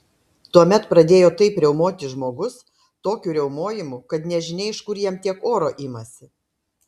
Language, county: Lithuanian, Klaipėda